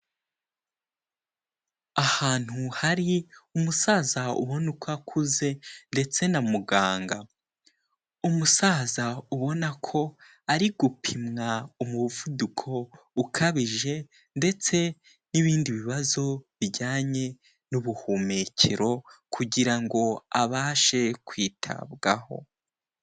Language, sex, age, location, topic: Kinyarwanda, male, 18-24, Kigali, health